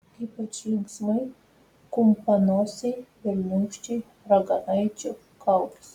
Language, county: Lithuanian, Telšiai